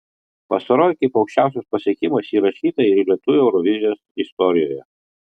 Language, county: Lithuanian, Kaunas